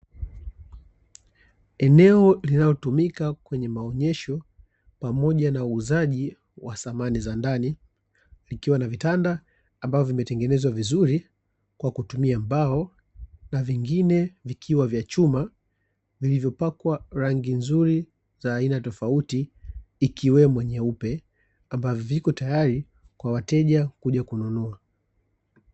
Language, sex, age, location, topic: Swahili, male, 36-49, Dar es Salaam, finance